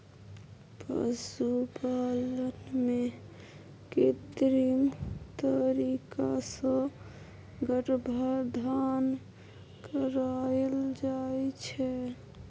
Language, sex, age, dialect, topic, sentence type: Maithili, female, 60-100, Bajjika, agriculture, statement